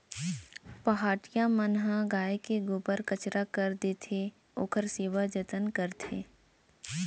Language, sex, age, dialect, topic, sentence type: Chhattisgarhi, female, 18-24, Central, agriculture, statement